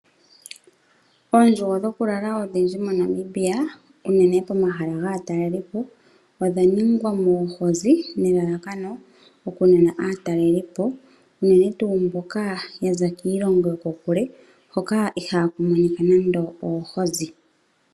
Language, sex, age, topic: Oshiwambo, female, 25-35, agriculture